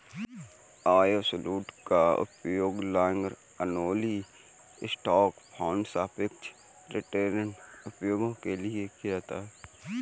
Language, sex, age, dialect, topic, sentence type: Hindi, male, 18-24, Kanauji Braj Bhasha, banking, statement